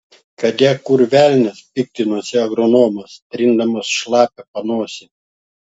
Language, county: Lithuanian, Klaipėda